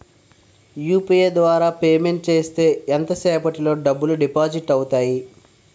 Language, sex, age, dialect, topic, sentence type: Telugu, male, 46-50, Utterandhra, banking, question